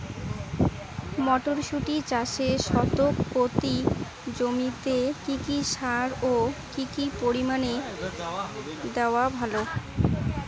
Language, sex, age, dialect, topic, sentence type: Bengali, female, 18-24, Rajbangshi, agriculture, question